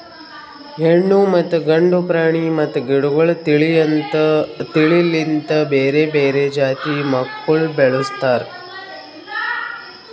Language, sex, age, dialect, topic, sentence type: Kannada, female, 41-45, Northeastern, agriculture, statement